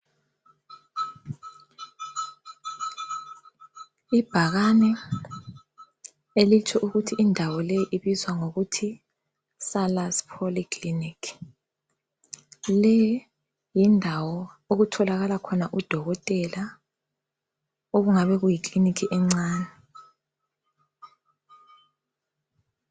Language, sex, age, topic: North Ndebele, female, 25-35, health